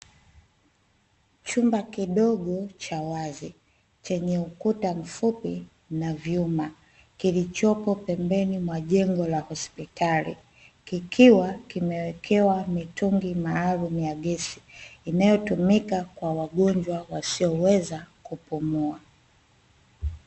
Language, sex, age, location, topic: Swahili, female, 25-35, Dar es Salaam, health